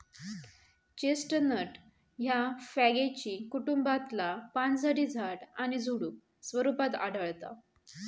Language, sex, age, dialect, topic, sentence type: Marathi, female, 31-35, Southern Konkan, agriculture, statement